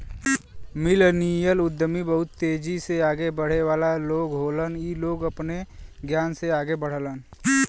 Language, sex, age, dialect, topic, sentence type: Bhojpuri, male, 18-24, Western, banking, statement